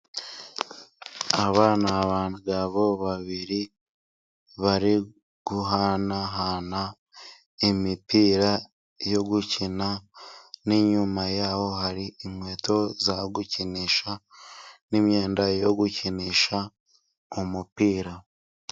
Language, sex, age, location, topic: Kinyarwanda, male, 25-35, Musanze, government